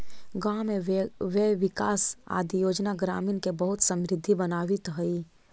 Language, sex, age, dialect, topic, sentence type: Magahi, female, 18-24, Central/Standard, agriculture, statement